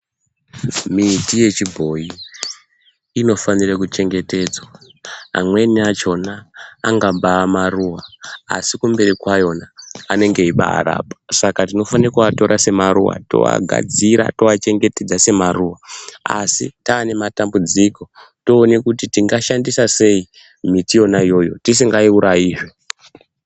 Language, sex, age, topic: Ndau, male, 18-24, health